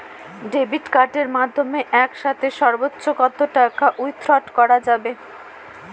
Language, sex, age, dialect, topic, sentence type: Bengali, female, 25-30, Northern/Varendri, banking, question